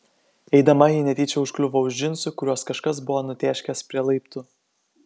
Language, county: Lithuanian, Kaunas